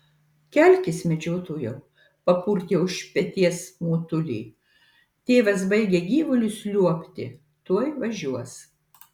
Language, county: Lithuanian, Marijampolė